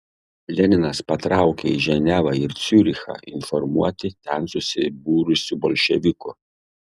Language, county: Lithuanian, Šiauliai